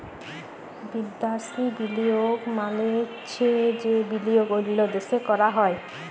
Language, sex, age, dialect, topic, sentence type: Bengali, female, 25-30, Jharkhandi, banking, statement